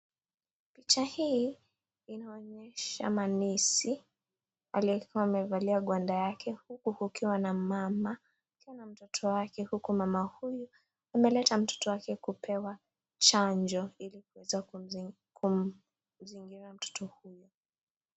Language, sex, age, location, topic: Swahili, female, 18-24, Nakuru, health